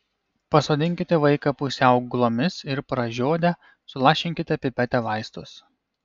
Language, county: Lithuanian, Kaunas